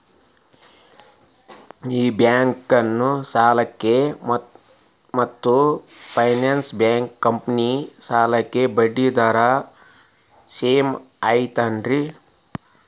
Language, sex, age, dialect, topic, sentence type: Kannada, male, 36-40, Dharwad Kannada, banking, question